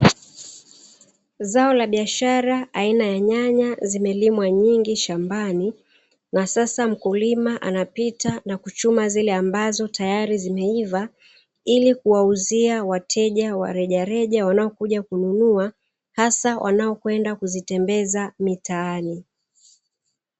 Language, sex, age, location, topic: Swahili, female, 36-49, Dar es Salaam, agriculture